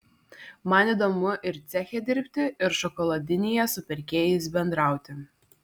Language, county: Lithuanian, Vilnius